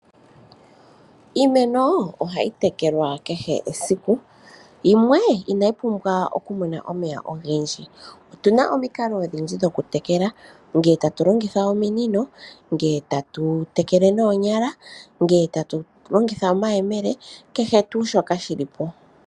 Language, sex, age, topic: Oshiwambo, female, 25-35, agriculture